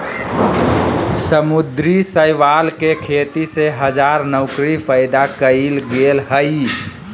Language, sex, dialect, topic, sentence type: Magahi, male, Southern, agriculture, statement